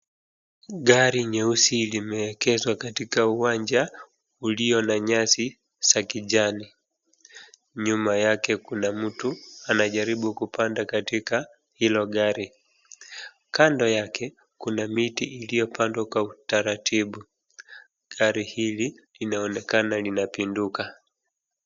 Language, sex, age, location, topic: Swahili, male, 25-35, Wajir, finance